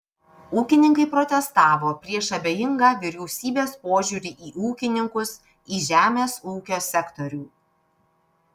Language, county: Lithuanian, Panevėžys